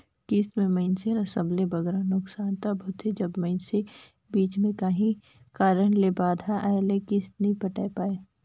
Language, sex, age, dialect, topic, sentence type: Chhattisgarhi, female, 56-60, Northern/Bhandar, banking, statement